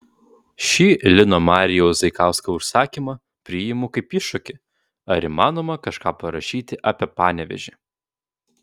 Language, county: Lithuanian, Vilnius